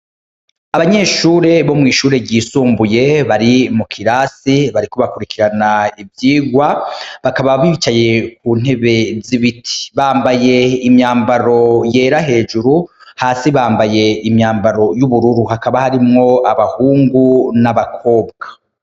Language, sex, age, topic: Rundi, male, 36-49, education